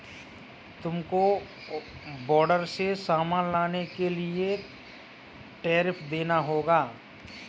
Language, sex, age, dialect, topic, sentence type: Hindi, male, 25-30, Kanauji Braj Bhasha, banking, statement